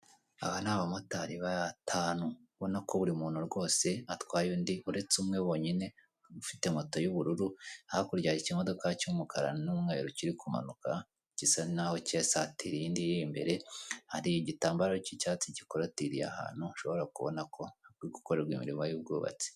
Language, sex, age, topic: Kinyarwanda, male, 25-35, government